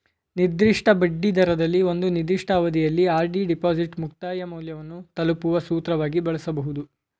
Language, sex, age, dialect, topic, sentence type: Kannada, male, 18-24, Mysore Kannada, banking, statement